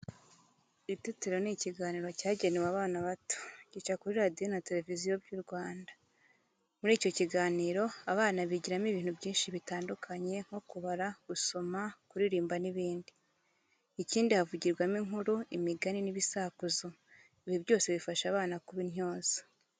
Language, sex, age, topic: Kinyarwanda, female, 25-35, education